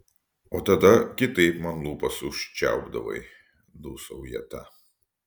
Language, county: Lithuanian, Utena